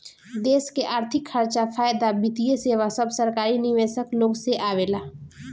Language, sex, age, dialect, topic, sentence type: Bhojpuri, female, 18-24, Southern / Standard, banking, statement